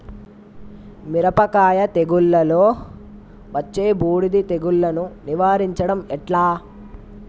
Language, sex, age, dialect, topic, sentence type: Telugu, male, 18-24, Telangana, agriculture, question